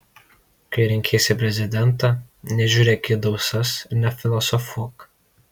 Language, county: Lithuanian, Alytus